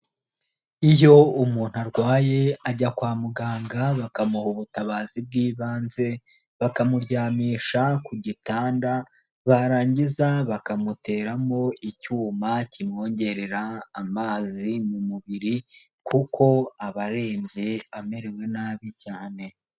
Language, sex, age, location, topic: Kinyarwanda, male, 18-24, Nyagatare, health